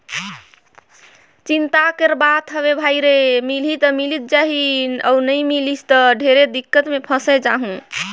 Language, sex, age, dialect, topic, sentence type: Chhattisgarhi, female, 31-35, Northern/Bhandar, banking, statement